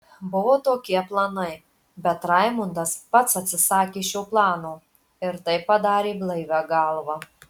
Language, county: Lithuanian, Marijampolė